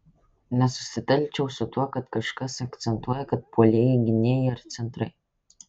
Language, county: Lithuanian, Kaunas